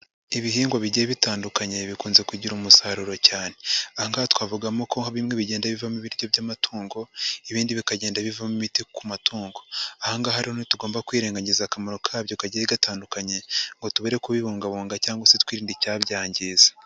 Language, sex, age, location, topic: Kinyarwanda, male, 25-35, Huye, agriculture